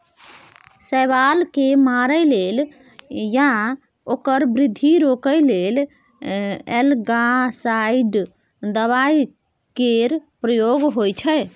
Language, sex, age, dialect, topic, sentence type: Maithili, female, 18-24, Bajjika, agriculture, statement